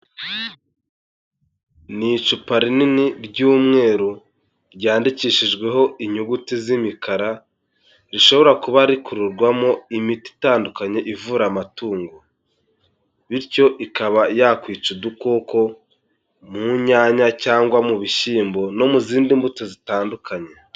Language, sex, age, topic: Kinyarwanda, male, 18-24, health